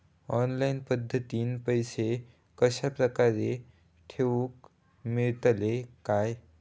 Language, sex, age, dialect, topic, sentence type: Marathi, male, 18-24, Southern Konkan, banking, question